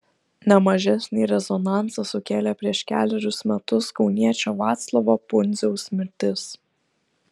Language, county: Lithuanian, Kaunas